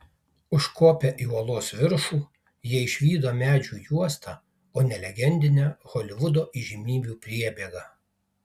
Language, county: Lithuanian, Kaunas